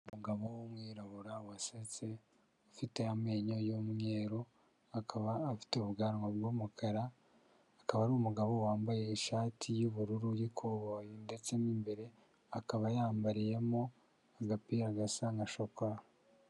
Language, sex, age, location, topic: Kinyarwanda, male, 36-49, Huye, health